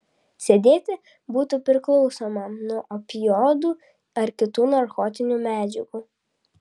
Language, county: Lithuanian, Vilnius